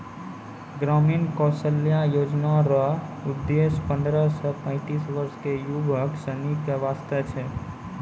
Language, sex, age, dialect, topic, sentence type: Maithili, male, 18-24, Angika, banking, statement